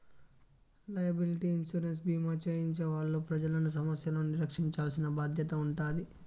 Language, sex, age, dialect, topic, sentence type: Telugu, male, 31-35, Southern, banking, statement